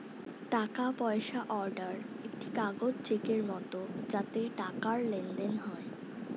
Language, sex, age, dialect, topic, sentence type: Bengali, female, 18-24, Standard Colloquial, banking, statement